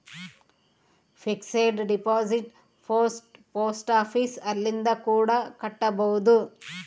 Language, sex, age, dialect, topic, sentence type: Kannada, female, 36-40, Central, banking, statement